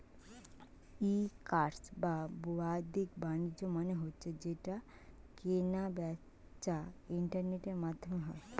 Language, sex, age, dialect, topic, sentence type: Bengali, female, 25-30, Standard Colloquial, banking, statement